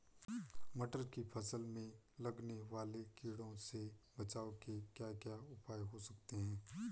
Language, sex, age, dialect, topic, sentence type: Hindi, male, 25-30, Garhwali, agriculture, question